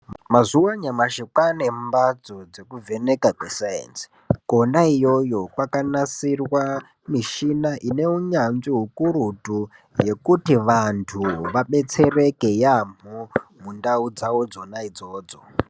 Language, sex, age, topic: Ndau, male, 18-24, health